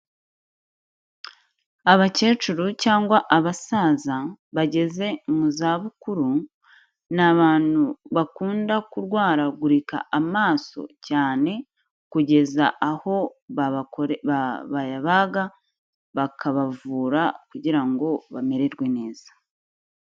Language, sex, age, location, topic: Kinyarwanda, female, 25-35, Kigali, health